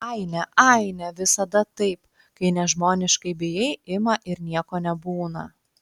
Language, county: Lithuanian, Klaipėda